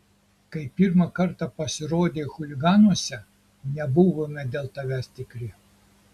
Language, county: Lithuanian, Kaunas